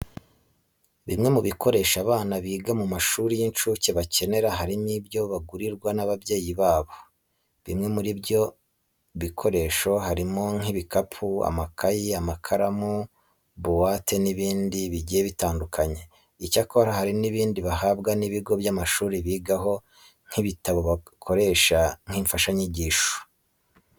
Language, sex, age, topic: Kinyarwanda, male, 25-35, education